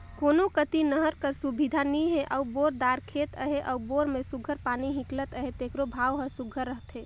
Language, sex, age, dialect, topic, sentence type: Chhattisgarhi, female, 18-24, Northern/Bhandar, agriculture, statement